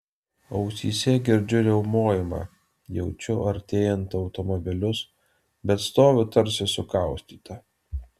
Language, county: Lithuanian, Alytus